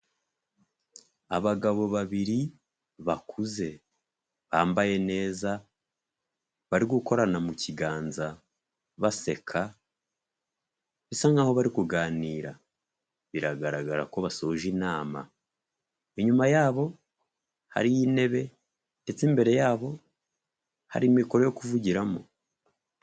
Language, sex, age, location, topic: Kinyarwanda, male, 25-35, Huye, health